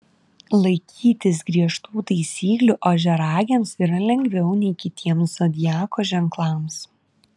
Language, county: Lithuanian, Vilnius